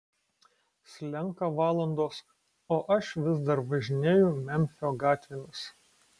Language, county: Lithuanian, Kaunas